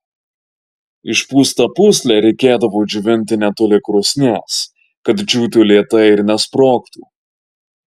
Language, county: Lithuanian, Marijampolė